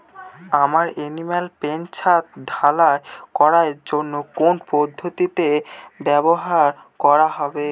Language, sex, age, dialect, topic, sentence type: Bengali, male, 18-24, Northern/Varendri, banking, question